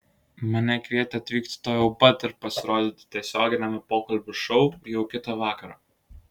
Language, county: Lithuanian, Klaipėda